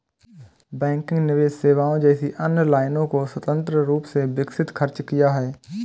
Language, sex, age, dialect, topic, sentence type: Hindi, male, 25-30, Awadhi Bundeli, banking, statement